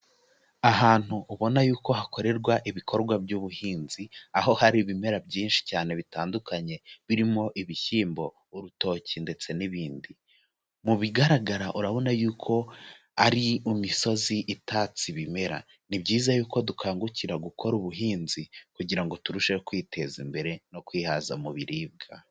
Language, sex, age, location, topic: Kinyarwanda, male, 25-35, Kigali, agriculture